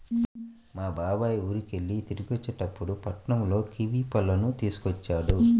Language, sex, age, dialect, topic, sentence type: Telugu, male, 25-30, Central/Coastal, agriculture, statement